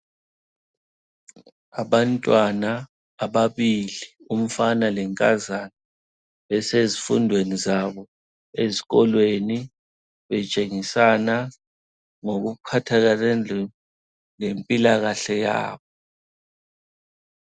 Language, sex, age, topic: North Ndebele, male, 36-49, health